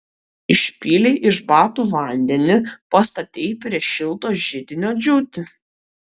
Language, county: Lithuanian, Kaunas